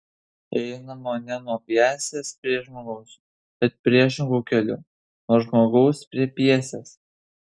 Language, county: Lithuanian, Kaunas